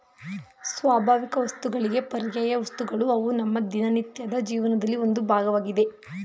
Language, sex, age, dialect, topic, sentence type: Kannada, female, 31-35, Mysore Kannada, agriculture, statement